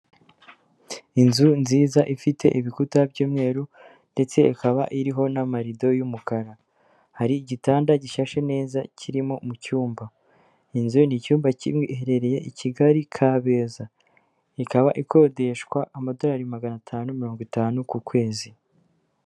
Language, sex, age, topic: Kinyarwanda, female, 25-35, finance